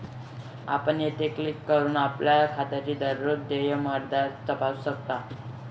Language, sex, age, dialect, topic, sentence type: Marathi, male, 18-24, Varhadi, banking, statement